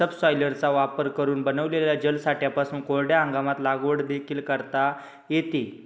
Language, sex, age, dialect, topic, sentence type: Marathi, male, 18-24, Standard Marathi, agriculture, statement